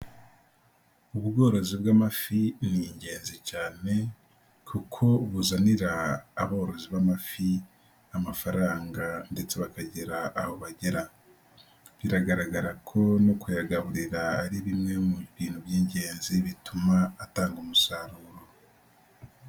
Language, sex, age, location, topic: Kinyarwanda, male, 18-24, Nyagatare, agriculture